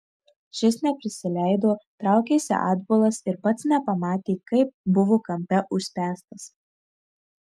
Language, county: Lithuanian, Marijampolė